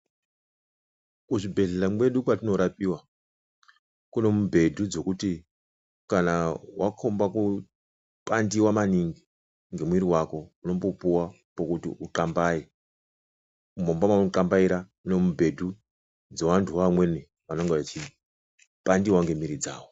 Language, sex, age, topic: Ndau, male, 36-49, health